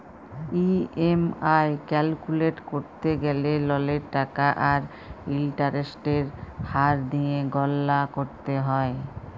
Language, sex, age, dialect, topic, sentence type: Bengali, female, 36-40, Jharkhandi, banking, statement